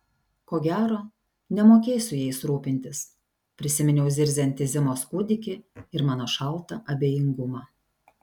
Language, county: Lithuanian, Šiauliai